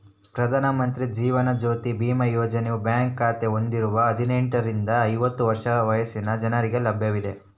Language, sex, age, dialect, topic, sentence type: Kannada, male, 18-24, Central, banking, statement